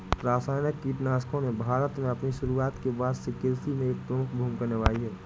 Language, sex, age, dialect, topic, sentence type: Hindi, male, 18-24, Awadhi Bundeli, agriculture, statement